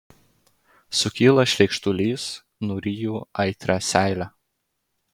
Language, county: Lithuanian, Klaipėda